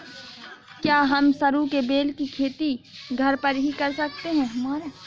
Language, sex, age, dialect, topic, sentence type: Hindi, female, 56-60, Hindustani Malvi Khadi Boli, agriculture, statement